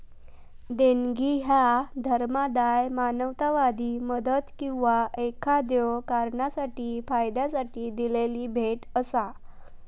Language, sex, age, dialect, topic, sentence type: Marathi, female, 18-24, Southern Konkan, banking, statement